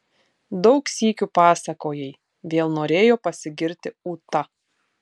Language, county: Lithuanian, Tauragė